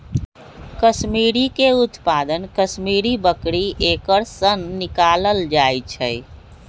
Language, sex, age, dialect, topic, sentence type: Magahi, female, 36-40, Western, agriculture, statement